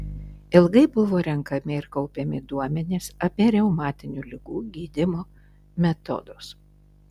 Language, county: Lithuanian, Šiauliai